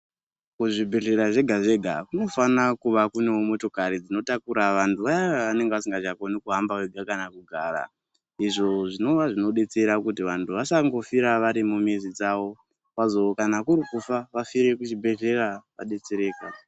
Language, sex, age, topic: Ndau, male, 18-24, health